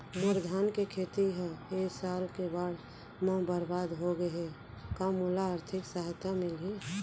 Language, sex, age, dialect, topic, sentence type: Chhattisgarhi, female, 41-45, Central, agriculture, question